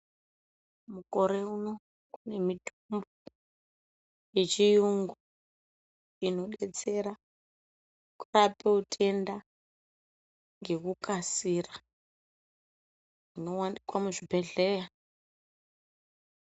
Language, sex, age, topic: Ndau, female, 25-35, health